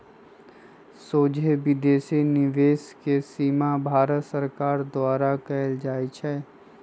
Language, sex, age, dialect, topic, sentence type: Magahi, male, 25-30, Western, banking, statement